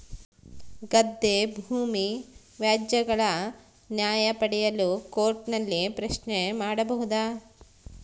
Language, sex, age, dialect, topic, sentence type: Kannada, female, 46-50, Central, banking, question